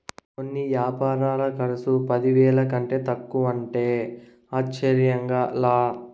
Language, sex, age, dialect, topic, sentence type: Telugu, male, 18-24, Southern, banking, statement